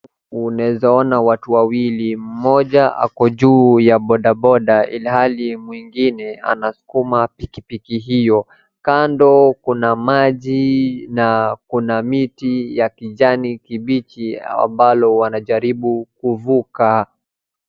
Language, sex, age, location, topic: Swahili, male, 18-24, Wajir, health